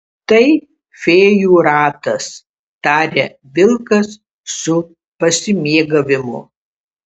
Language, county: Lithuanian, Kaunas